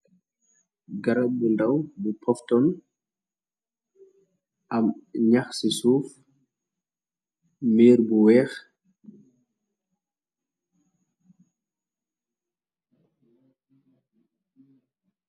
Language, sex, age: Wolof, male, 25-35